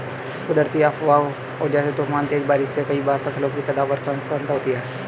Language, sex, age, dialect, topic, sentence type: Hindi, male, 18-24, Hindustani Malvi Khadi Boli, agriculture, statement